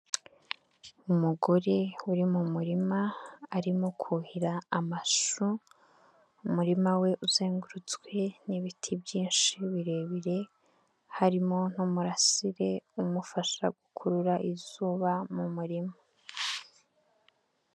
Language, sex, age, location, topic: Kinyarwanda, female, 18-24, Nyagatare, agriculture